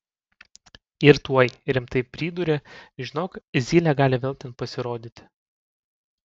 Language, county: Lithuanian, Panevėžys